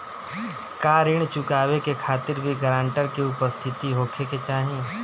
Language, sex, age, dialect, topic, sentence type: Bhojpuri, male, 51-55, Northern, banking, question